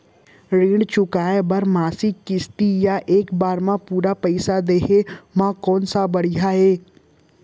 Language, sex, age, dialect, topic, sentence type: Chhattisgarhi, male, 60-100, Central, banking, question